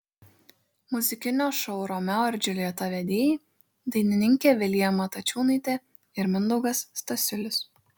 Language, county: Lithuanian, Šiauliai